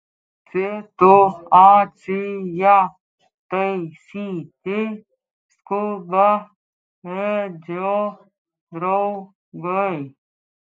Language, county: Lithuanian, Klaipėda